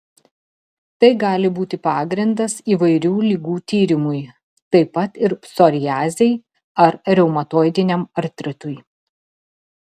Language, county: Lithuanian, Telšiai